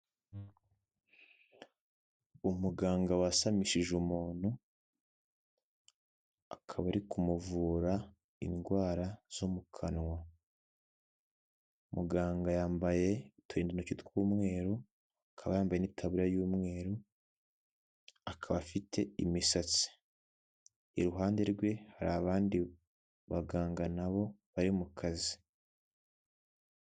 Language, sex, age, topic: Kinyarwanda, male, 18-24, health